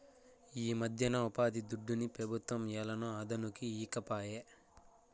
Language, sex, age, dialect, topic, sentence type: Telugu, male, 41-45, Southern, banking, statement